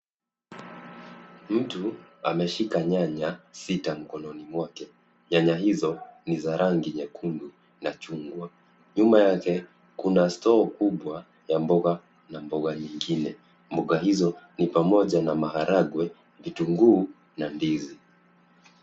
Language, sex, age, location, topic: Swahili, male, 25-35, Nairobi, agriculture